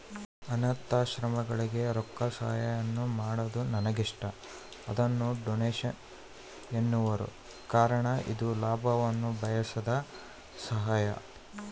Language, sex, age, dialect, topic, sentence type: Kannada, male, 18-24, Central, banking, statement